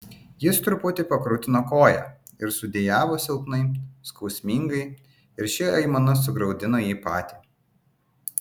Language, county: Lithuanian, Vilnius